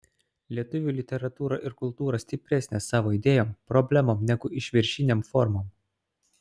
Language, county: Lithuanian, Klaipėda